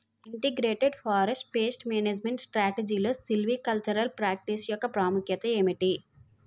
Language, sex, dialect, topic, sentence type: Telugu, female, Utterandhra, agriculture, question